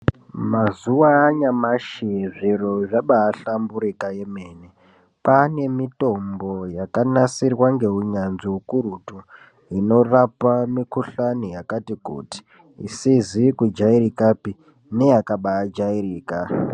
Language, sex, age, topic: Ndau, male, 18-24, health